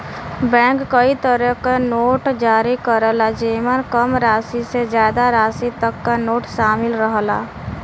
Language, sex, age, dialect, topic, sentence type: Bhojpuri, female, 18-24, Western, banking, statement